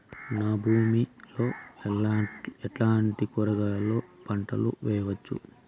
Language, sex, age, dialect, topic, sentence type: Telugu, male, 36-40, Southern, agriculture, question